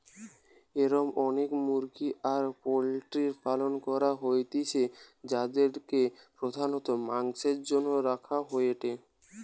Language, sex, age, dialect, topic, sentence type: Bengali, male, <18, Western, agriculture, statement